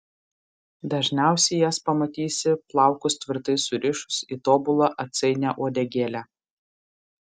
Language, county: Lithuanian, Marijampolė